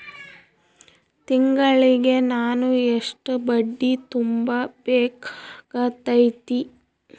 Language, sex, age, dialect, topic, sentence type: Kannada, female, 31-35, Northeastern, banking, question